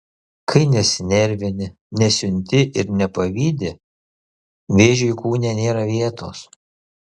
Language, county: Lithuanian, Kaunas